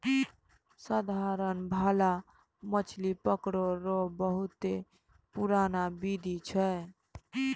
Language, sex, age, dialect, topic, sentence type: Maithili, female, 18-24, Angika, agriculture, statement